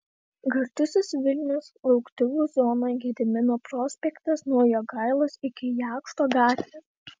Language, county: Lithuanian, Vilnius